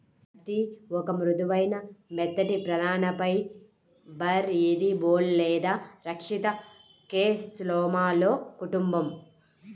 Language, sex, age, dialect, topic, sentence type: Telugu, female, 18-24, Central/Coastal, agriculture, statement